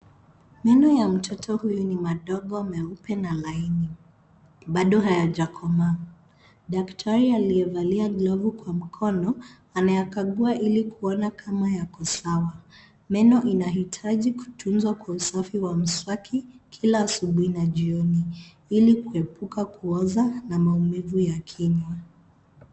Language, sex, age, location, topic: Swahili, female, 36-49, Nairobi, health